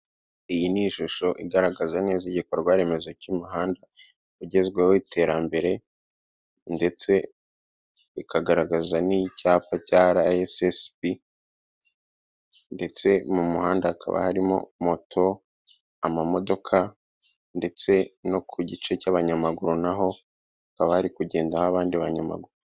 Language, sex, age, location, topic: Kinyarwanda, male, 36-49, Kigali, government